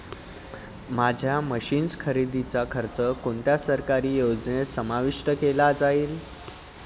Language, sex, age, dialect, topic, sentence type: Marathi, male, 25-30, Standard Marathi, agriculture, question